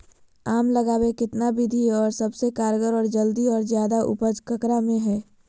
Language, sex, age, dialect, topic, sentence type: Magahi, female, 25-30, Southern, agriculture, question